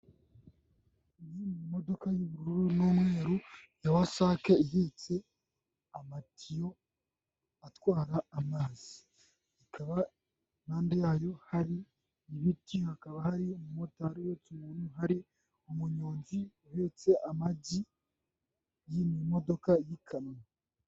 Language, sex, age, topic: Kinyarwanda, male, 18-24, government